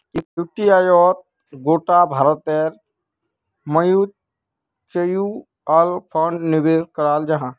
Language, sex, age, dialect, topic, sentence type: Magahi, male, 60-100, Northeastern/Surjapuri, banking, statement